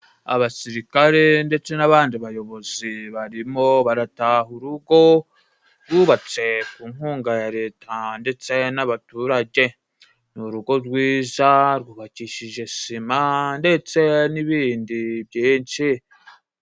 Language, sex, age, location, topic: Kinyarwanda, male, 25-35, Musanze, government